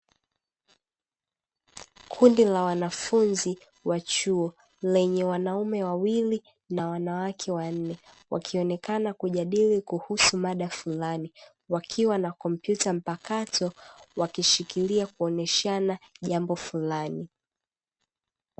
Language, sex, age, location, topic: Swahili, female, 18-24, Dar es Salaam, education